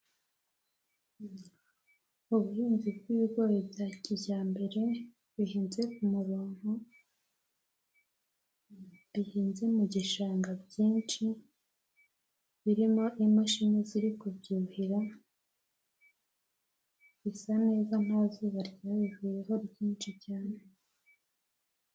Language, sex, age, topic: Kinyarwanda, female, 18-24, agriculture